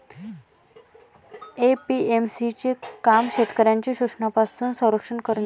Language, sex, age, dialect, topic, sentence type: Marathi, female, 18-24, Varhadi, agriculture, statement